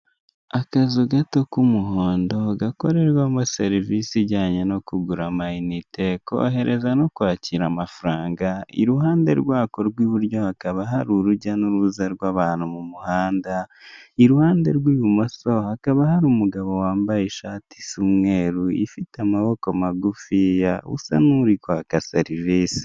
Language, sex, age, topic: Kinyarwanda, male, 18-24, finance